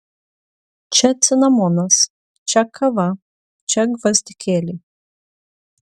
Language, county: Lithuanian, Utena